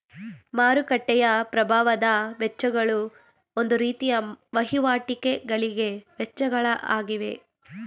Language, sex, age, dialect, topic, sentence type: Kannada, female, 18-24, Mysore Kannada, banking, statement